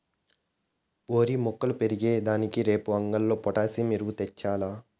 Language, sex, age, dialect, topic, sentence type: Telugu, male, 18-24, Southern, agriculture, statement